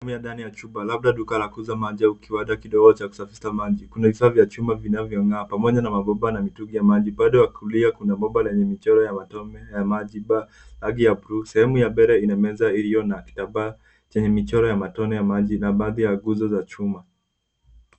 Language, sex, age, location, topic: Swahili, female, 50+, Nairobi, government